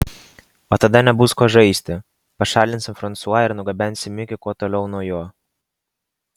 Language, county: Lithuanian, Vilnius